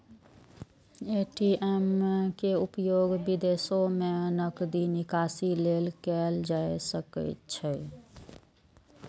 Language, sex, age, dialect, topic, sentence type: Maithili, female, 25-30, Eastern / Thethi, banking, statement